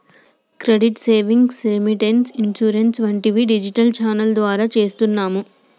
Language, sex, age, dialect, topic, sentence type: Telugu, female, 18-24, Telangana, banking, statement